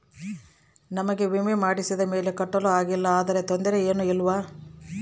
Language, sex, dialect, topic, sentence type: Kannada, female, Central, banking, question